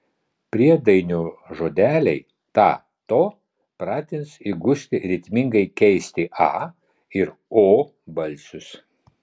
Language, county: Lithuanian, Vilnius